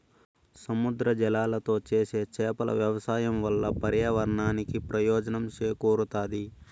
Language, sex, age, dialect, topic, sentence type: Telugu, male, 18-24, Southern, agriculture, statement